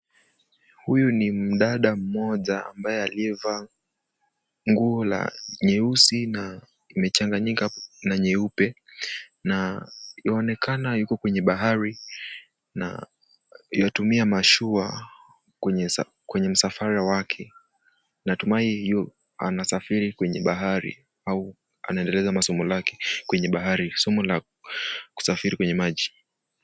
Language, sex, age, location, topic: Swahili, male, 18-24, Kisumu, education